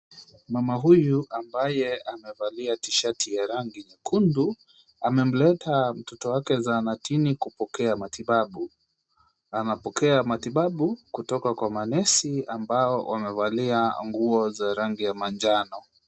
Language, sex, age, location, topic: Swahili, male, 25-35, Kisumu, health